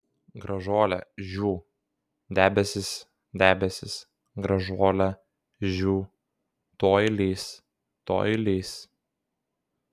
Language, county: Lithuanian, Kaunas